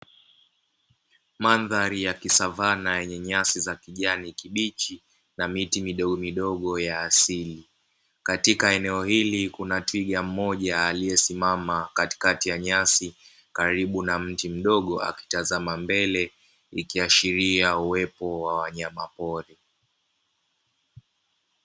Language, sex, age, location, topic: Swahili, male, 18-24, Dar es Salaam, agriculture